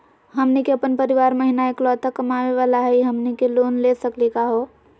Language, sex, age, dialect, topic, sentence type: Magahi, female, 25-30, Southern, banking, question